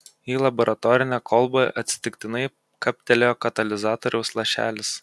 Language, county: Lithuanian, Kaunas